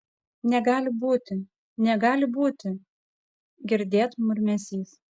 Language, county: Lithuanian, Kaunas